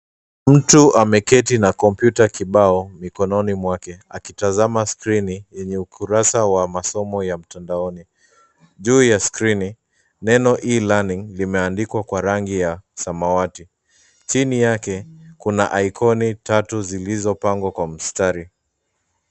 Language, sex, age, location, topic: Swahili, male, 25-35, Nairobi, education